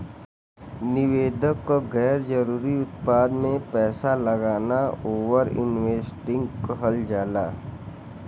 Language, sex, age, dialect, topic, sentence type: Bhojpuri, male, 25-30, Western, banking, statement